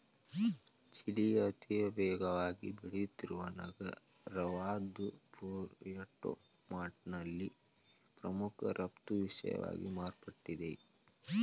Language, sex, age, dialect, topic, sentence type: Kannada, male, 18-24, Dharwad Kannada, agriculture, statement